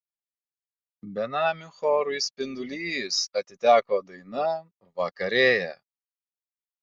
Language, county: Lithuanian, Klaipėda